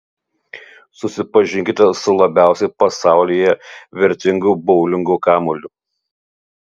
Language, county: Lithuanian, Utena